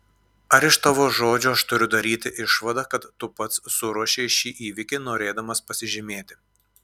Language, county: Lithuanian, Klaipėda